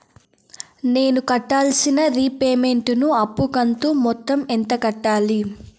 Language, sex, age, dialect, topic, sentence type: Telugu, female, 18-24, Southern, banking, question